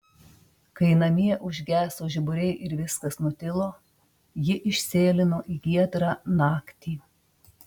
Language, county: Lithuanian, Panevėžys